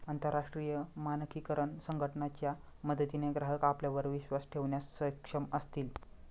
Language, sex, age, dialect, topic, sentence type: Marathi, male, 25-30, Standard Marathi, banking, statement